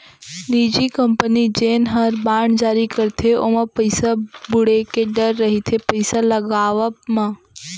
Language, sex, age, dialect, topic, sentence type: Chhattisgarhi, female, 18-24, Central, banking, statement